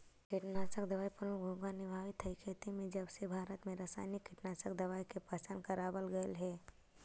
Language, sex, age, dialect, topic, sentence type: Magahi, male, 56-60, Central/Standard, agriculture, statement